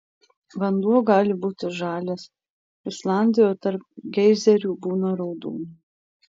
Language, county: Lithuanian, Marijampolė